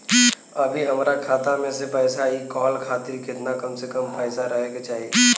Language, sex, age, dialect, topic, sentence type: Bhojpuri, male, 18-24, Southern / Standard, banking, question